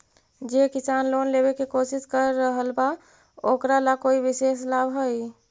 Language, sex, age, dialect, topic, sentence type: Magahi, female, 18-24, Central/Standard, agriculture, statement